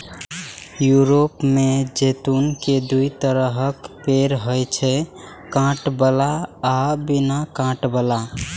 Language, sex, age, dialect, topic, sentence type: Maithili, male, 18-24, Eastern / Thethi, agriculture, statement